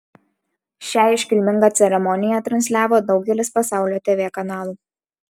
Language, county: Lithuanian, Alytus